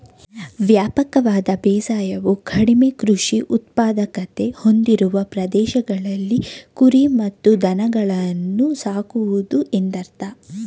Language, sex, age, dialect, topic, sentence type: Kannada, female, 18-24, Mysore Kannada, agriculture, statement